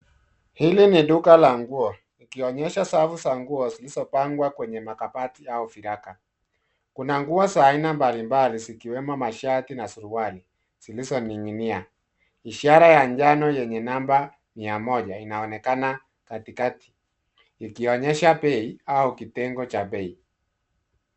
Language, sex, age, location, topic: Swahili, male, 36-49, Nairobi, finance